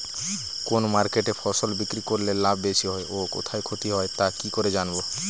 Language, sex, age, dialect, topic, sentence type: Bengali, male, 25-30, Standard Colloquial, agriculture, question